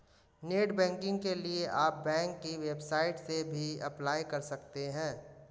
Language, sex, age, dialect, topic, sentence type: Hindi, male, 25-30, Marwari Dhudhari, banking, statement